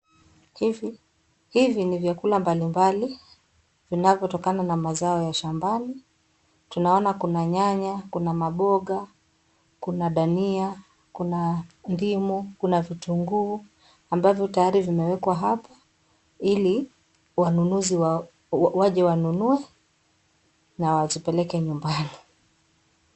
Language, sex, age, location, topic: Swahili, female, 25-35, Kisii, finance